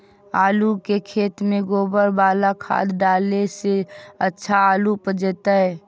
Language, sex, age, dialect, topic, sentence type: Magahi, female, 18-24, Central/Standard, agriculture, question